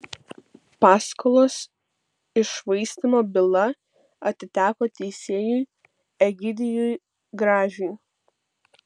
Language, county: Lithuanian, Vilnius